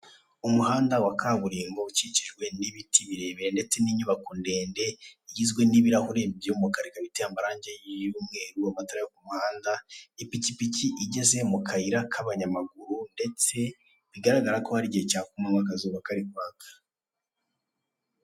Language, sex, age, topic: Kinyarwanda, male, 18-24, government